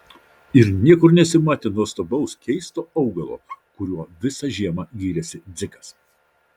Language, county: Lithuanian, Vilnius